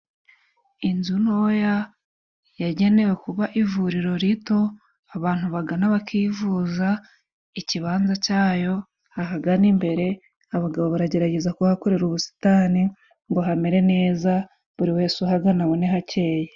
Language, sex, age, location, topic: Kinyarwanda, female, 25-35, Musanze, health